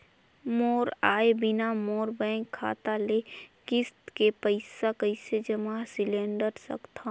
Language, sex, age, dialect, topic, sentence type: Chhattisgarhi, female, 18-24, Northern/Bhandar, banking, question